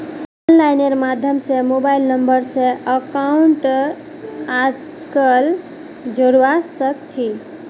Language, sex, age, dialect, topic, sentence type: Magahi, female, 41-45, Northeastern/Surjapuri, banking, statement